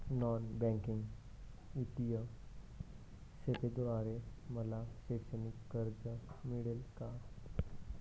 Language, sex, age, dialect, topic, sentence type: Marathi, male, 18-24, Standard Marathi, banking, question